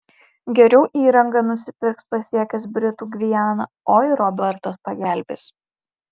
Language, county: Lithuanian, Marijampolė